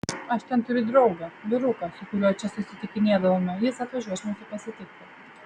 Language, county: Lithuanian, Vilnius